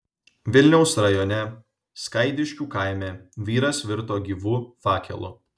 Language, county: Lithuanian, Vilnius